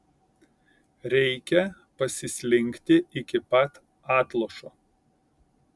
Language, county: Lithuanian, Kaunas